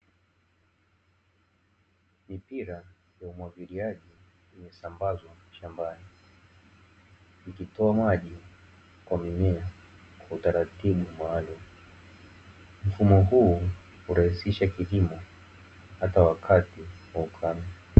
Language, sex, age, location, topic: Swahili, male, 18-24, Dar es Salaam, agriculture